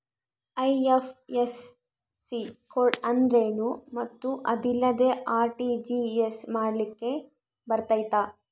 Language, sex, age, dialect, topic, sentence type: Kannada, female, 51-55, Central, banking, question